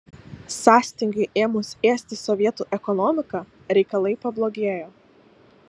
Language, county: Lithuanian, Alytus